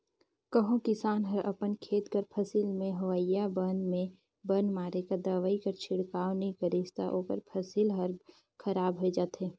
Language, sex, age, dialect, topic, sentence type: Chhattisgarhi, female, 18-24, Northern/Bhandar, agriculture, statement